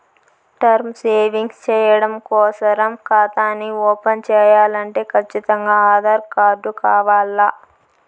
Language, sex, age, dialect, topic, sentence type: Telugu, female, 25-30, Southern, banking, statement